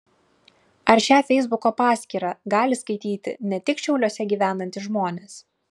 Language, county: Lithuanian, Klaipėda